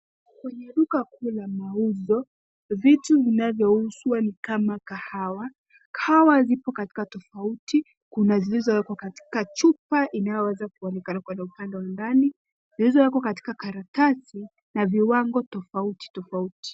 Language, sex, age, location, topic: Swahili, female, 18-24, Nairobi, finance